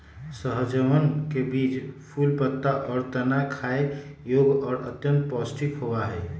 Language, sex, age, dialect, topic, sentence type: Magahi, male, 36-40, Western, agriculture, statement